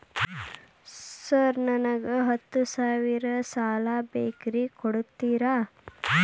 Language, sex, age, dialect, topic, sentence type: Kannada, male, 18-24, Dharwad Kannada, banking, question